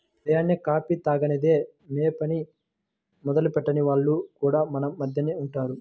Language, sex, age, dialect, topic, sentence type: Telugu, male, 25-30, Central/Coastal, agriculture, statement